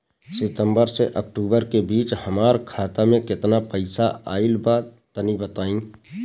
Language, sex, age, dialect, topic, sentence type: Bhojpuri, male, 31-35, Southern / Standard, banking, question